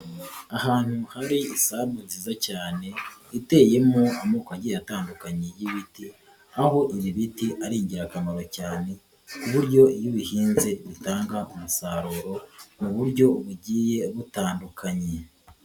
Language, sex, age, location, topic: Kinyarwanda, female, 25-35, Huye, agriculture